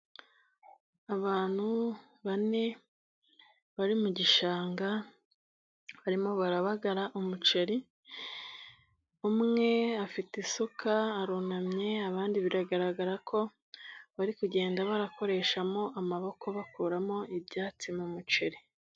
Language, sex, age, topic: Kinyarwanda, female, 25-35, agriculture